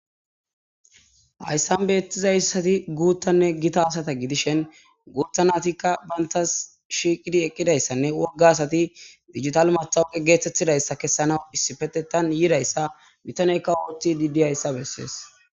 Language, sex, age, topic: Gamo, male, 18-24, government